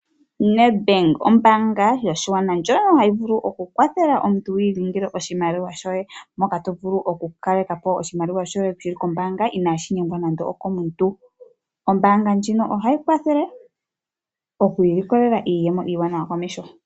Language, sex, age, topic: Oshiwambo, female, 25-35, finance